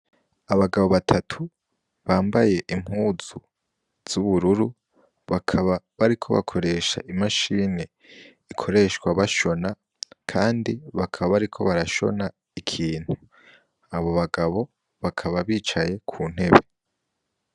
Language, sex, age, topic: Rundi, male, 18-24, education